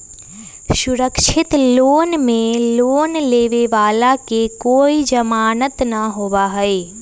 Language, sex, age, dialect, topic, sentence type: Magahi, female, 18-24, Western, banking, statement